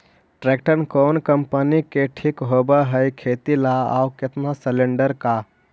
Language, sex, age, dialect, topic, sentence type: Magahi, male, 56-60, Central/Standard, agriculture, question